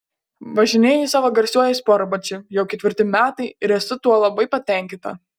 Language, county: Lithuanian, Panevėžys